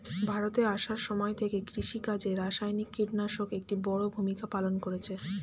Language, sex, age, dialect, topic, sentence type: Bengali, female, 25-30, Standard Colloquial, agriculture, statement